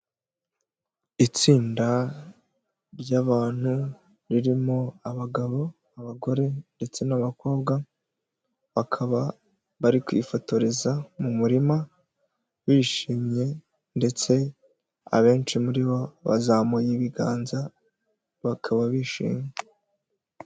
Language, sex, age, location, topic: Kinyarwanda, male, 18-24, Huye, health